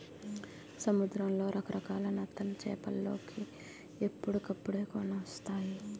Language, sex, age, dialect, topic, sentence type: Telugu, female, 25-30, Utterandhra, agriculture, statement